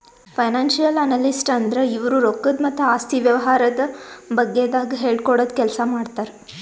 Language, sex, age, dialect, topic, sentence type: Kannada, female, 18-24, Northeastern, banking, statement